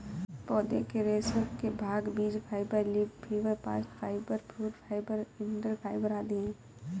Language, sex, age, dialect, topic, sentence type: Hindi, female, 18-24, Awadhi Bundeli, agriculture, statement